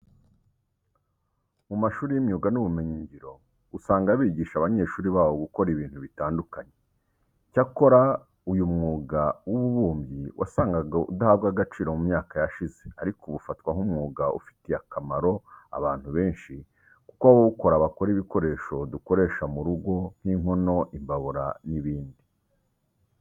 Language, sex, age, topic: Kinyarwanda, male, 36-49, education